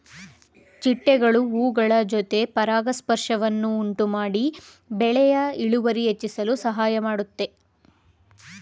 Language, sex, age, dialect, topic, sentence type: Kannada, female, 25-30, Mysore Kannada, agriculture, statement